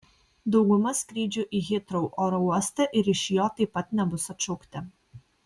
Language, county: Lithuanian, Kaunas